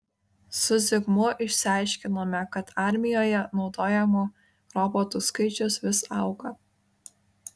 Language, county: Lithuanian, Kaunas